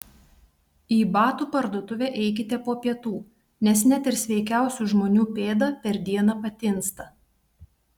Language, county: Lithuanian, Telšiai